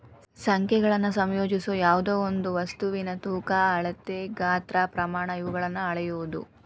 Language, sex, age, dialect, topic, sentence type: Kannada, female, 18-24, Dharwad Kannada, agriculture, statement